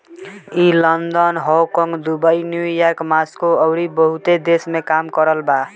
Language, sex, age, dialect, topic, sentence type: Bhojpuri, female, 51-55, Southern / Standard, banking, statement